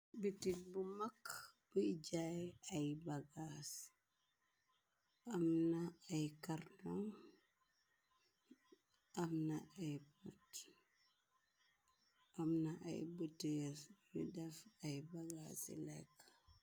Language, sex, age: Wolof, female, 25-35